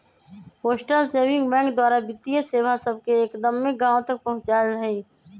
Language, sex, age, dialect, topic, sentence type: Magahi, male, 25-30, Western, banking, statement